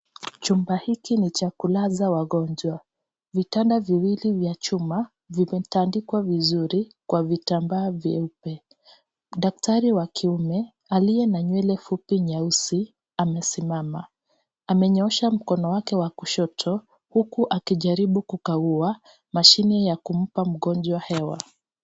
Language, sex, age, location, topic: Swahili, female, 25-35, Kisii, health